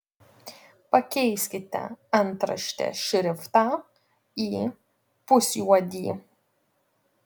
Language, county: Lithuanian, Vilnius